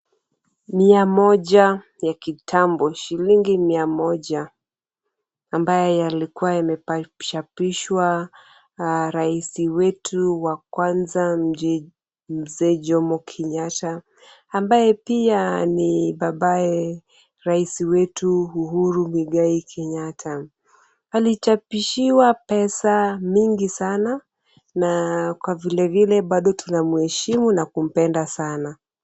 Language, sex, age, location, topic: Swahili, female, 25-35, Kisumu, finance